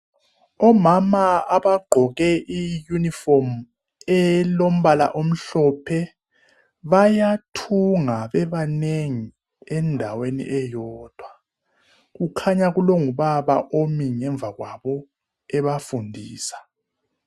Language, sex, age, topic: North Ndebele, male, 36-49, education